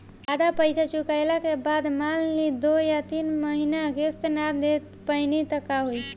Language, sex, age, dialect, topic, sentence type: Bhojpuri, female, 18-24, Southern / Standard, banking, question